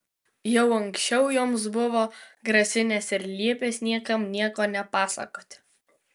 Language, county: Lithuanian, Kaunas